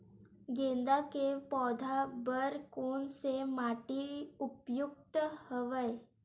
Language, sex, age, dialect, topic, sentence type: Chhattisgarhi, female, 18-24, Western/Budati/Khatahi, agriculture, question